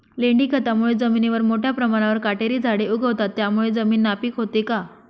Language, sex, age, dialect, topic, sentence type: Marathi, female, 25-30, Northern Konkan, agriculture, question